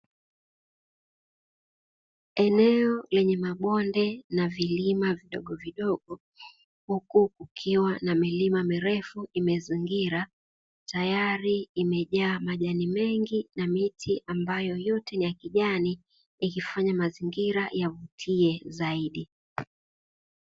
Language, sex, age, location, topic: Swahili, female, 18-24, Dar es Salaam, agriculture